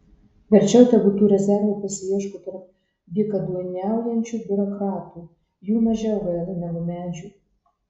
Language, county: Lithuanian, Marijampolė